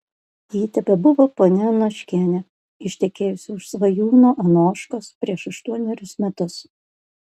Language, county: Lithuanian, Panevėžys